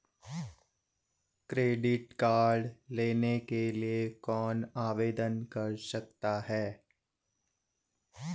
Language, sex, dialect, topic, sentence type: Hindi, male, Garhwali, banking, question